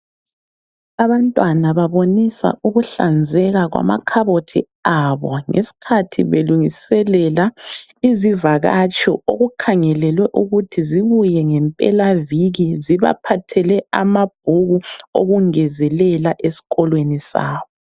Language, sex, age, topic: North Ndebele, female, 25-35, education